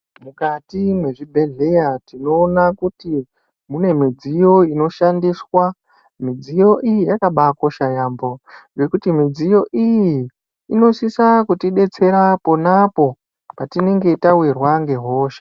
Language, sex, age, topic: Ndau, male, 25-35, health